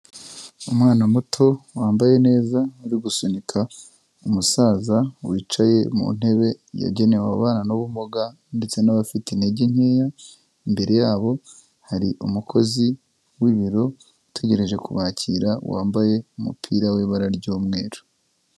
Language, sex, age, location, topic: Kinyarwanda, male, 25-35, Kigali, health